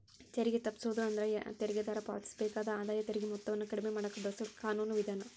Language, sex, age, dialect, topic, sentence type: Kannada, female, 41-45, Dharwad Kannada, banking, statement